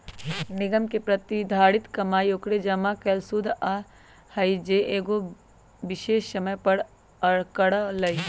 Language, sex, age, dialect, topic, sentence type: Magahi, male, 18-24, Western, banking, statement